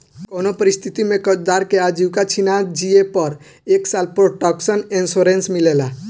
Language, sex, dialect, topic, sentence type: Bhojpuri, male, Southern / Standard, banking, statement